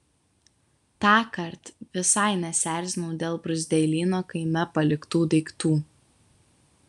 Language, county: Lithuanian, Vilnius